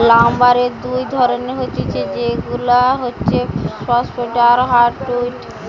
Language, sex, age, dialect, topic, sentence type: Bengali, female, 18-24, Western, agriculture, statement